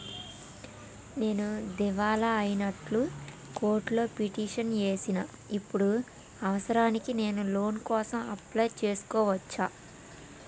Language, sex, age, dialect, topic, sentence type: Telugu, female, 25-30, Telangana, banking, question